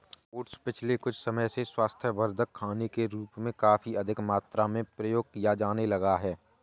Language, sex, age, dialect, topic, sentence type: Hindi, male, 25-30, Awadhi Bundeli, agriculture, statement